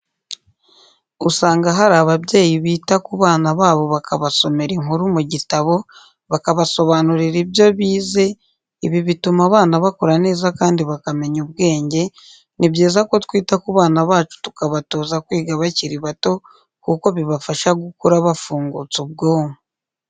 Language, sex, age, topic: Kinyarwanda, female, 25-35, education